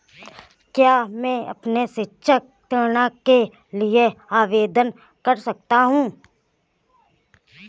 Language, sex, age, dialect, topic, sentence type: Hindi, female, 18-24, Awadhi Bundeli, banking, question